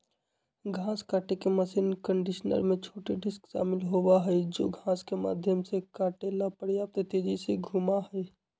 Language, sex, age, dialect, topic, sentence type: Magahi, male, 25-30, Western, agriculture, statement